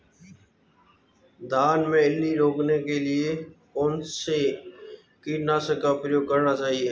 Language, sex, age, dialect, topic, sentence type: Hindi, male, 18-24, Marwari Dhudhari, agriculture, question